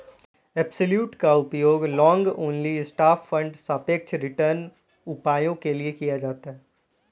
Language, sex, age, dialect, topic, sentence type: Hindi, male, 18-24, Kanauji Braj Bhasha, banking, statement